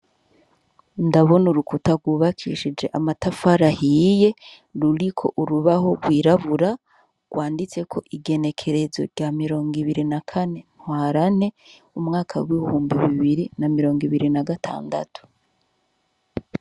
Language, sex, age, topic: Rundi, female, 36-49, education